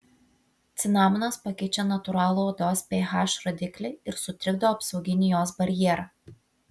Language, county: Lithuanian, Vilnius